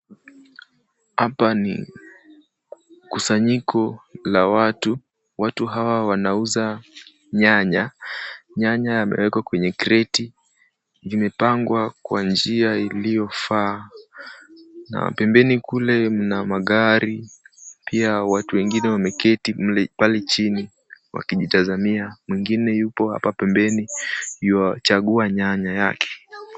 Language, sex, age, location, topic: Swahili, male, 18-24, Kisumu, finance